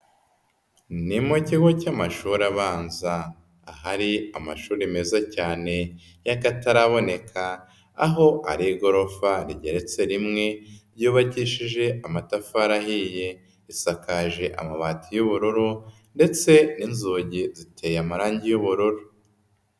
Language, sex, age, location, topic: Kinyarwanda, female, 18-24, Nyagatare, education